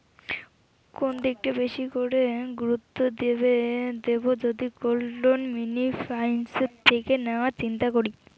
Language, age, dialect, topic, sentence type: Bengali, <18, Rajbangshi, banking, question